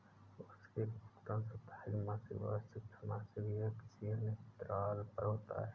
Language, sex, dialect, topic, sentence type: Hindi, male, Awadhi Bundeli, banking, statement